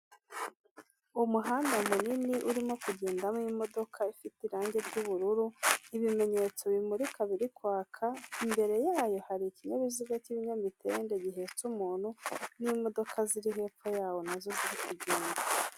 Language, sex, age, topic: Kinyarwanda, female, 25-35, government